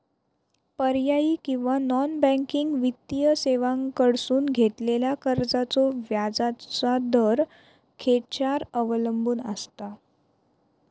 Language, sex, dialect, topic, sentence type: Marathi, female, Southern Konkan, banking, question